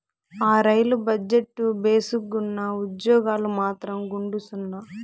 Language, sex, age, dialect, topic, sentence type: Telugu, female, 18-24, Southern, banking, statement